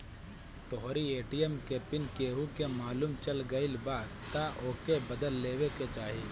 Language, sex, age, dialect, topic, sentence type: Bhojpuri, male, 25-30, Northern, banking, statement